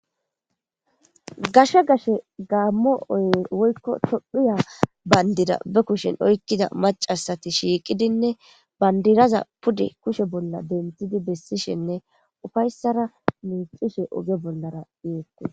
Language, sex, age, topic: Gamo, female, 18-24, government